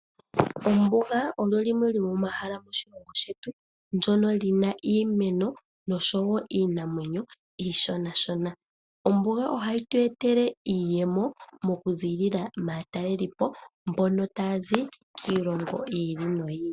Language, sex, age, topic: Oshiwambo, female, 18-24, agriculture